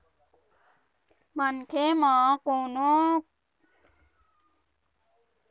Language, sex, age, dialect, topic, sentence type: Chhattisgarhi, male, 18-24, Eastern, banking, statement